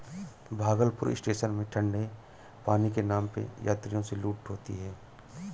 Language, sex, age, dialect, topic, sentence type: Hindi, male, 36-40, Awadhi Bundeli, agriculture, statement